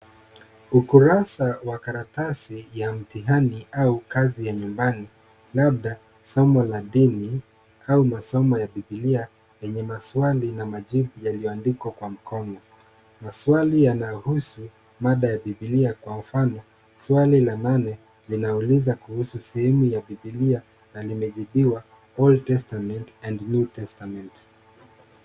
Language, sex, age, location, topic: Swahili, male, 36-49, Kisii, education